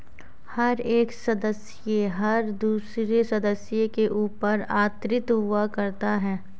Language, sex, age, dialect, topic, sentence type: Hindi, female, 18-24, Marwari Dhudhari, banking, statement